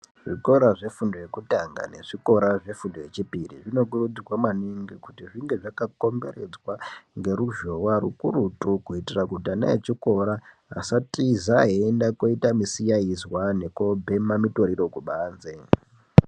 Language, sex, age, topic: Ndau, male, 18-24, education